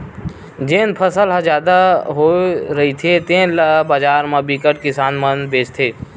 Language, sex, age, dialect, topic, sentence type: Chhattisgarhi, male, 18-24, Western/Budati/Khatahi, agriculture, statement